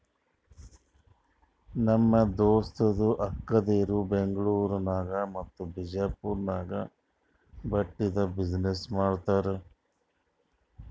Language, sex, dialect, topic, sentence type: Kannada, male, Northeastern, banking, statement